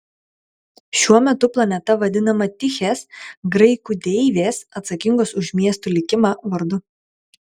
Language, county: Lithuanian, Kaunas